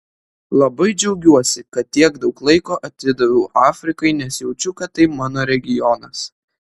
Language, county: Lithuanian, Vilnius